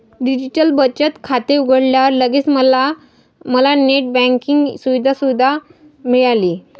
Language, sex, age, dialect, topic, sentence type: Marathi, female, 18-24, Northern Konkan, banking, statement